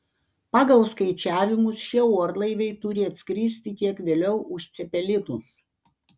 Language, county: Lithuanian, Panevėžys